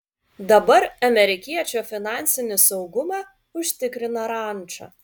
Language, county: Lithuanian, Vilnius